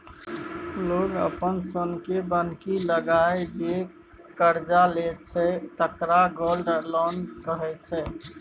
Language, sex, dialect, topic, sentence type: Maithili, male, Bajjika, banking, statement